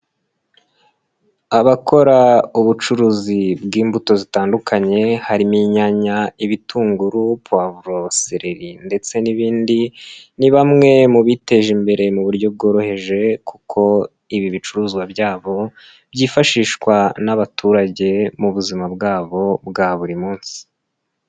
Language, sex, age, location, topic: Kinyarwanda, male, 18-24, Nyagatare, finance